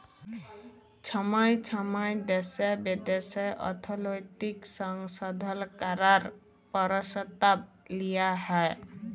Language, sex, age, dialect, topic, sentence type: Bengali, female, 18-24, Jharkhandi, banking, statement